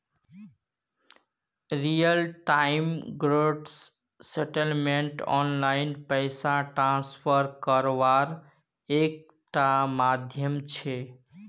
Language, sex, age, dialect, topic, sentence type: Magahi, male, 31-35, Northeastern/Surjapuri, banking, statement